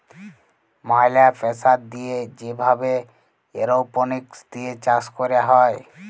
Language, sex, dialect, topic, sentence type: Bengali, male, Jharkhandi, agriculture, statement